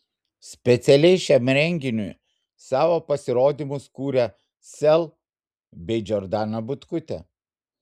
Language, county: Lithuanian, Vilnius